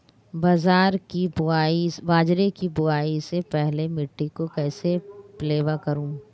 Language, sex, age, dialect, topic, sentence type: Hindi, female, 36-40, Marwari Dhudhari, agriculture, question